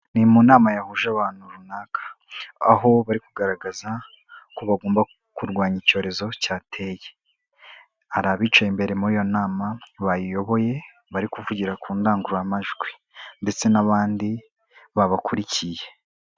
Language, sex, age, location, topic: Kinyarwanda, female, 25-35, Kigali, health